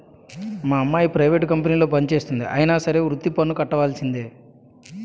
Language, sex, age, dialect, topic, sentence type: Telugu, male, 31-35, Utterandhra, banking, statement